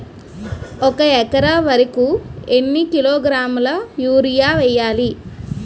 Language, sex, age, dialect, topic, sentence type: Telugu, female, 46-50, Utterandhra, agriculture, question